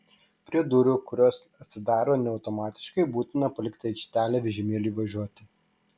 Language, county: Lithuanian, Kaunas